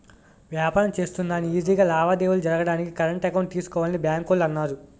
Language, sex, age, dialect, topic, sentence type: Telugu, male, 18-24, Utterandhra, banking, statement